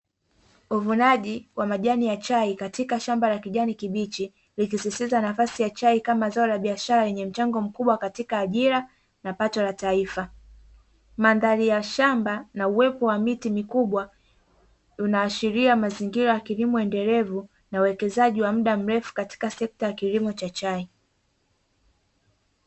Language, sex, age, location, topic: Swahili, female, 25-35, Dar es Salaam, agriculture